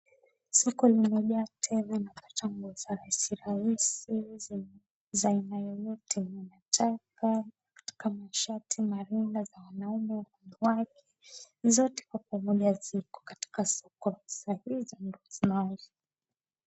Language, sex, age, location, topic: Swahili, female, 18-24, Mombasa, finance